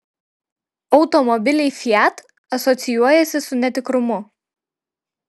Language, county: Lithuanian, Vilnius